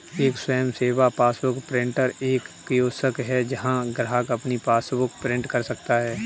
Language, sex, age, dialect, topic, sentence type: Hindi, male, 18-24, Kanauji Braj Bhasha, banking, statement